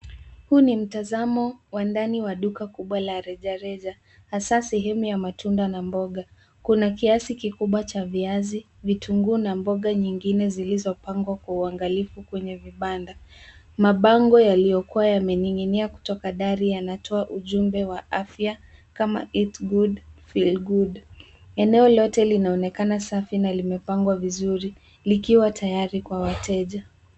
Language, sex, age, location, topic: Swahili, female, 18-24, Nairobi, finance